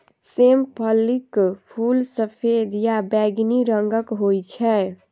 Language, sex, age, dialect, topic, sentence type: Maithili, female, 25-30, Eastern / Thethi, agriculture, statement